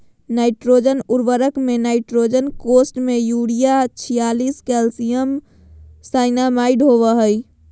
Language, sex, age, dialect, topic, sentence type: Magahi, female, 25-30, Southern, agriculture, statement